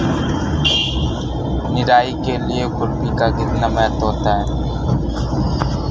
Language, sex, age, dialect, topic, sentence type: Hindi, female, 18-24, Awadhi Bundeli, agriculture, question